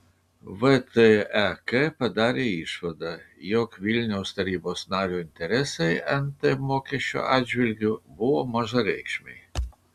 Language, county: Lithuanian, Kaunas